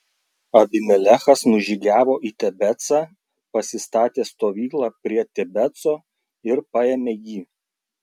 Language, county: Lithuanian, Klaipėda